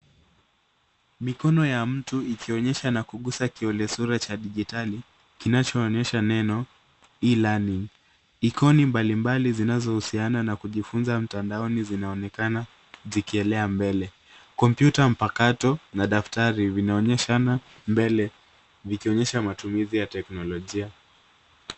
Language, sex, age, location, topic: Swahili, male, 18-24, Nairobi, education